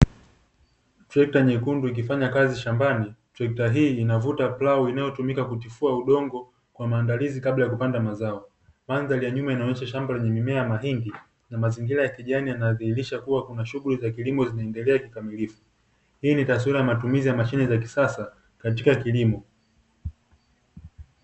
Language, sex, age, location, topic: Swahili, male, 25-35, Dar es Salaam, agriculture